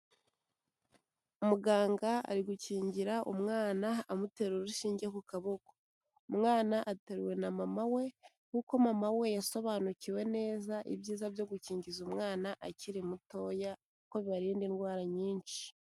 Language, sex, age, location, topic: Kinyarwanda, female, 18-24, Kigali, health